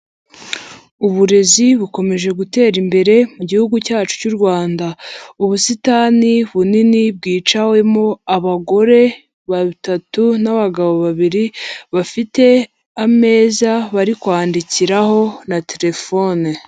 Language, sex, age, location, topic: Kinyarwanda, male, 50+, Nyagatare, education